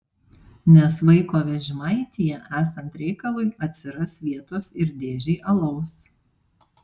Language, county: Lithuanian, Panevėžys